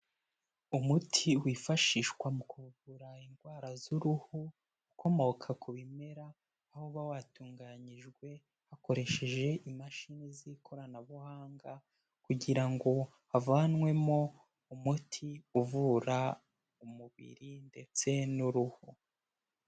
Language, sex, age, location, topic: Kinyarwanda, male, 18-24, Kigali, health